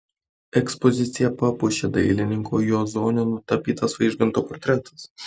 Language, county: Lithuanian, Kaunas